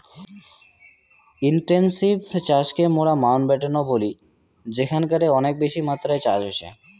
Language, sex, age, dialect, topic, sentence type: Bengali, male, 18-24, Rajbangshi, agriculture, statement